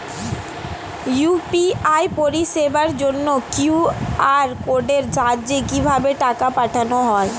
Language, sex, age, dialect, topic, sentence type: Bengali, female, 18-24, Standard Colloquial, banking, question